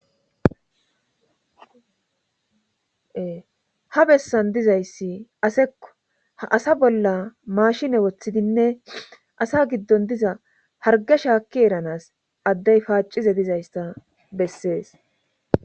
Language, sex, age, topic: Gamo, female, 25-35, government